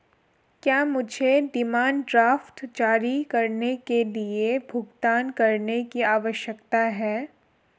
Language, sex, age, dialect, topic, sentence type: Hindi, female, 18-24, Marwari Dhudhari, banking, question